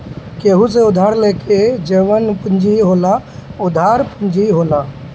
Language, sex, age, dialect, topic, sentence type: Bhojpuri, male, 31-35, Northern, banking, statement